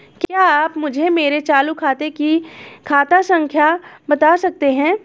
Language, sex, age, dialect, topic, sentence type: Hindi, female, 25-30, Awadhi Bundeli, banking, question